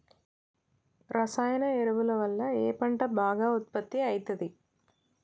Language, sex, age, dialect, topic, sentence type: Telugu, female, 25-30, Telangana, agriculture, question